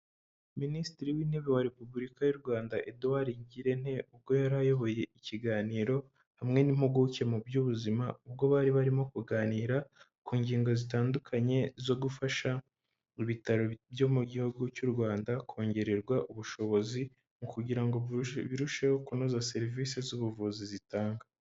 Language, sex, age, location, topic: Kinyarwanda, male, 18-24, Huye, health